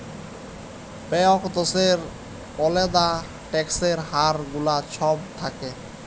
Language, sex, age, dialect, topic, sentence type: Bengali, male, 18-24, Jharkhandi, banking, statement